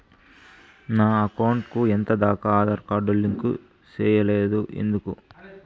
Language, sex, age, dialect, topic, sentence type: Telugu, male, 18-24, Southern, banking, question